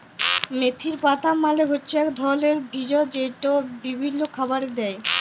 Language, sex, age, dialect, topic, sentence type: Bengali, female, <18, Jharkhandi, agriculture, statement